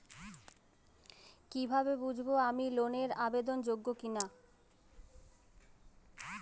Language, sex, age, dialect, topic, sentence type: Bengali, female, 31-35, Jharkhandi, banking, statement